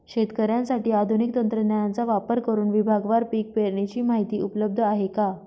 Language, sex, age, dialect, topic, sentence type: Marathi, female, 31-35, Northern Konkan, agriculture, question